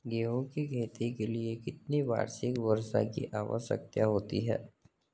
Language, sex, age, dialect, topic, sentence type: Hindi, male, 18-24, Marwari Dhudhari, agriculture, question